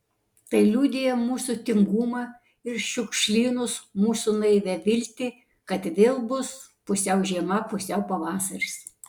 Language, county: Lithuanian, Panevėžys